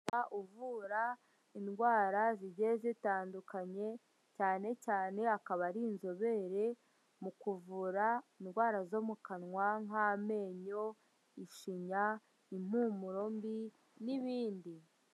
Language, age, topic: Kinyarwanda, 25-35, health